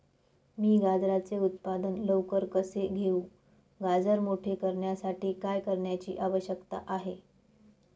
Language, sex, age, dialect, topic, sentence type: Marathi, female, 25-30, Northern Konkan, agriculture, question